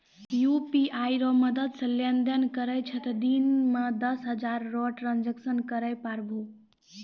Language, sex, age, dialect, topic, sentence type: Maithili, female, 18-24, Angika, banking, statement